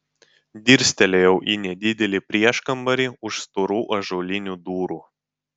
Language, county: Lithuanian, Vilnius